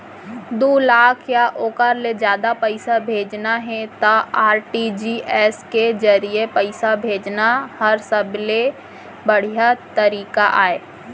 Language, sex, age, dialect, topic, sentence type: Chhattisgarhi, female, 25-30, Central, banking, statement